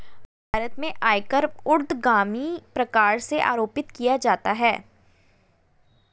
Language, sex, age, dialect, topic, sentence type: Hindi, female, 25-30, Hindustani Malvi Khadi Boli, banking, statement